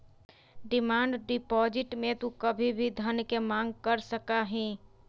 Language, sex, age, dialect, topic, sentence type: Magahi, female, 25-30, Western, banking, statement